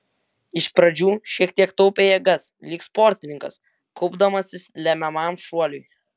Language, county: Lithuanian, Vilnius